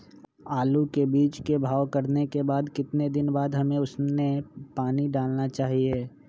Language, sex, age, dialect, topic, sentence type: Magahi, male, 25-30, Western, agriculture, question